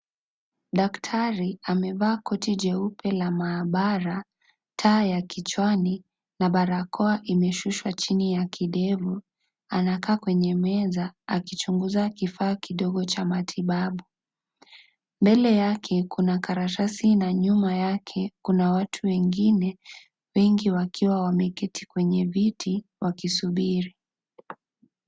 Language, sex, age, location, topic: Swahili, female, 25-35, Kisii, health